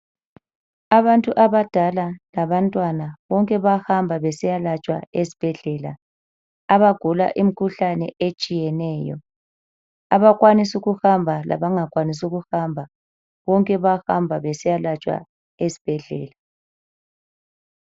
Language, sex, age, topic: North Ndebele, female, 50+, health